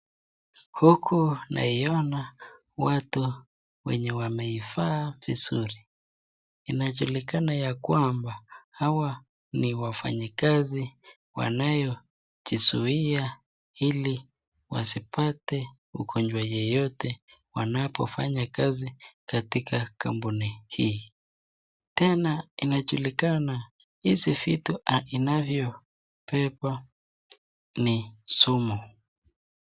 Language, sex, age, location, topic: Swahili, male, 25-35, Nakuru, health